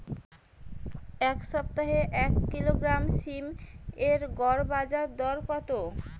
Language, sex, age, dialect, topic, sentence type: Bengali, female, 25-30, Rajbangshi, agriculture, question